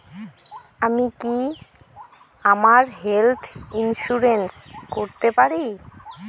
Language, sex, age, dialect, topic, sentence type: Bengali, female, 18-24, Rajbangshi, banking, question